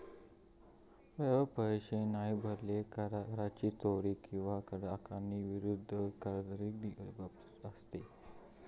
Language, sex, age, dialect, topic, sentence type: Marathi, male, 18-24, Southern Konkan, banking, statement